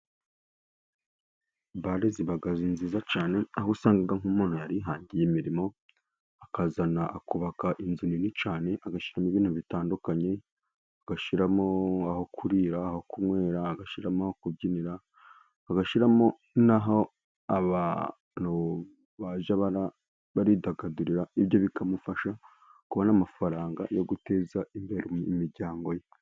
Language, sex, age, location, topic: Kinyarwanda, male, 25-35, Burera, finance